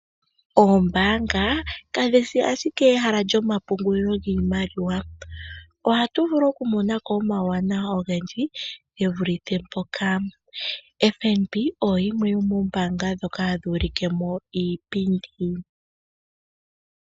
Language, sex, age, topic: Oshiwambo, male, 25-35, finance